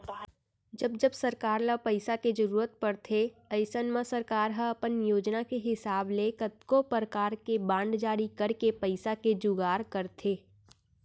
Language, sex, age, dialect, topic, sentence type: Chhattisgarhi, female, 18-24, Central, banking, statement